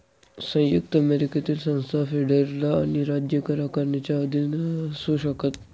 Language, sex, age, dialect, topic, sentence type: Marathi, male, 18-24, Northern Konkan, banking, statement